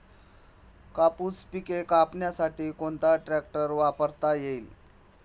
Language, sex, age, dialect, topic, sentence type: Marathi, male, 25-30, Standard Marathi, agriculture, question